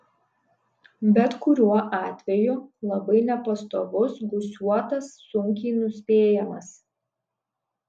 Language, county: Lithuanian, Kaunas